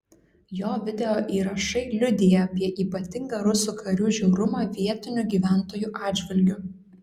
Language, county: Lithuanian, Klaipėda